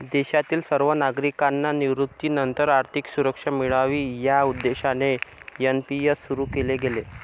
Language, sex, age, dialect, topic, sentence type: Marathi, male, 18-24, Northern Konkan, banking, statement